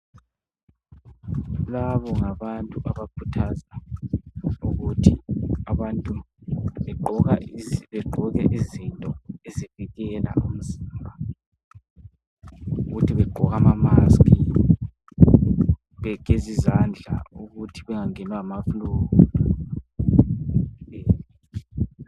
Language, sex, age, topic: North Ndebele, female, 50+, education